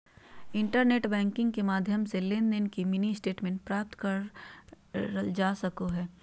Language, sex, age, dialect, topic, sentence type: Magahi, female, 31-35, Southern, banking, statement